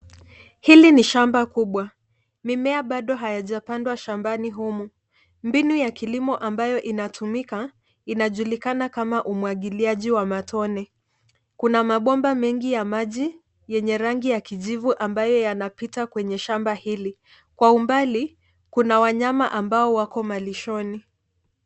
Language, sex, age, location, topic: Swahili, female, 25-35, Nairobi, agriculture